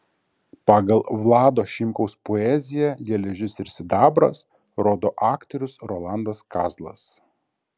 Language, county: Lithuanian, Kaunas